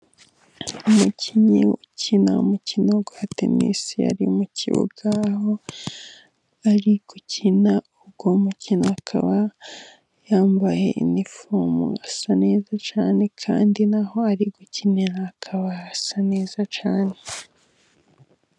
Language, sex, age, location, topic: Kinyarwanda, female, 18-24, Musanze, government